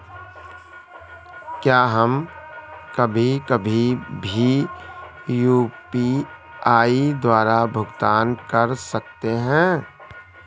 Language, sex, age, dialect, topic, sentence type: Hindi, male, 18-24, Awadhi Bundeli, banking, question